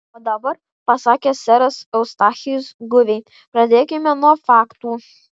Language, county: Lithuanian, Kaunas